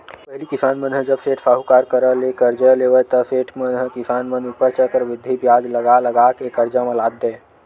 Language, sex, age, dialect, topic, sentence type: Chhattisgarhi, male, 18-24, Western/Budati/Khatahi, banking, statement